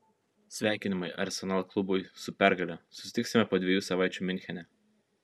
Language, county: Lithuanian, Kaunas